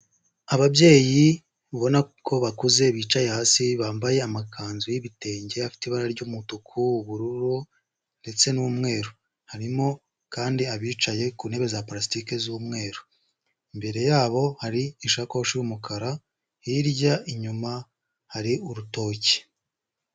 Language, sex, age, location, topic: Kinyarwanda, male, 25-35, Huye, health